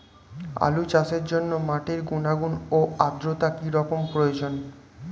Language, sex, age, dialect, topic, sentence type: Bengali, male, 18-24, Standard Colloquial, agriculture, question